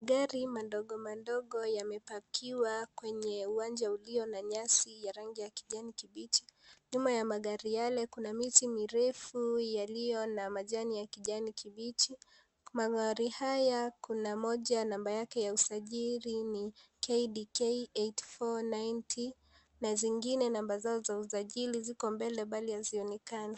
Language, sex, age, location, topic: Swahili, female, 18-24, Kisii, finance